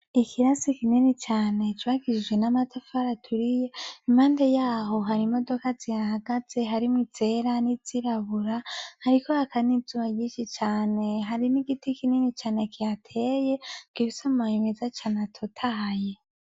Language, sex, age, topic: Rundi, female, 25-35, education